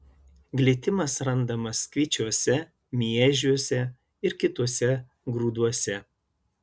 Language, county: Lithuanian, Klaipėda